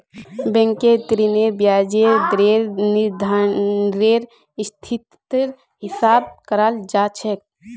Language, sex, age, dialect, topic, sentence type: Magahi, female, 18-24, Northeastern/Surjapuri, banking, statement